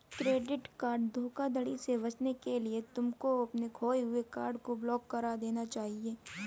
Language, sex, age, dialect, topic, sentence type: Hindi, female, 18-24, Kanauji Braj Bhasha, banking, statement